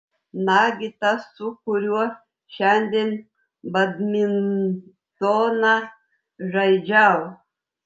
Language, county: Lithuanian, Telšiai